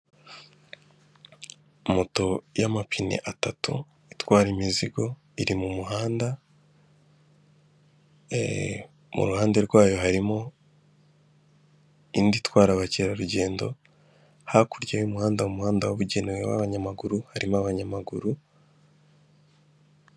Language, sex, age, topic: Kinyarwanda, male, 25-35, government